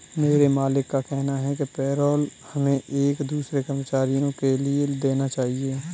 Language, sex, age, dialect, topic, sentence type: Hindi, male, 25-30, Kanauji Braj Bhasha, banking, statement